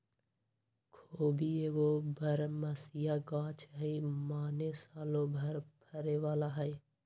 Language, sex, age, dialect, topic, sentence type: Magahi, male, 51-55, Western, agriculture, statement